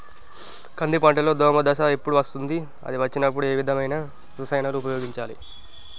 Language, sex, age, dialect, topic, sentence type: Telugu, male, 18-24, Telangana, agriculture, question